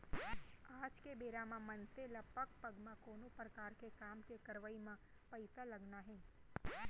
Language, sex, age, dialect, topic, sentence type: Chhattisgarhi, female, 18-24, Central, banking, statement